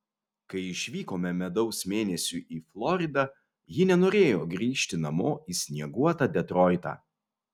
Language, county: Lithuanian, Vilnius